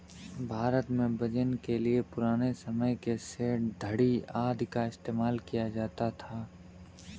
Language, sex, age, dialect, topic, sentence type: Hindi, male, 18-24, Kanauji Braj Bhasha, agriculture, statement